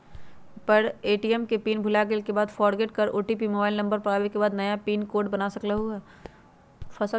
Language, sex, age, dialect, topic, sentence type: Magahi, female, 25-30, Western, banking, question